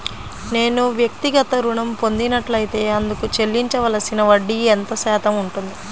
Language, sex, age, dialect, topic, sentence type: Telugu, female, 25-30, Central/Coastal, banking, question